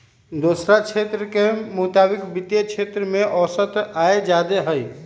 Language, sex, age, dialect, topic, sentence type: Magahi, male, 18-24, Western, banking, statement